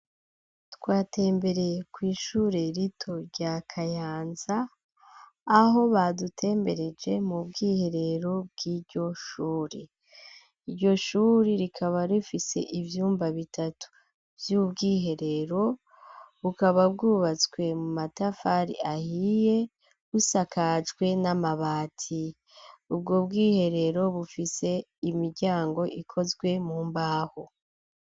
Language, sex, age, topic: Rundi, female, 36-49, education